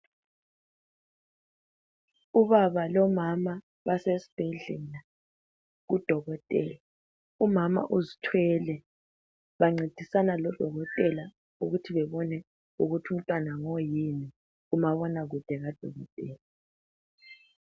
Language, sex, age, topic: North Ndebele, female, 25-35, health